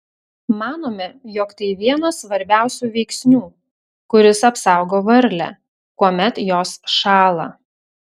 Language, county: Lithuanian, Telšiai